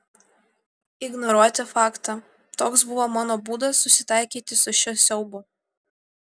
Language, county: Lithuanian, Vilnius